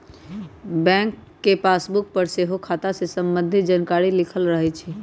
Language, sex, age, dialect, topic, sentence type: Magahi, male, 18-24, Western, banking, statement